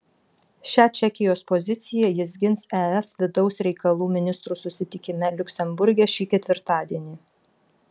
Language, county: Lithuanian, Vilnius